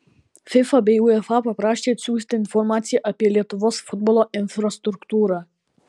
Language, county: Lithuanian, Alytus